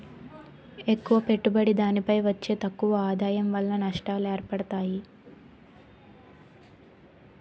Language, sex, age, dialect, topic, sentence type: Telugu, female, 18-24, Utterandhra, banking, statement